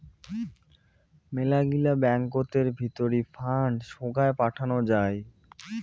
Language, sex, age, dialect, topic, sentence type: Bengali, male, 18-24, Rajbangshi, banking, statement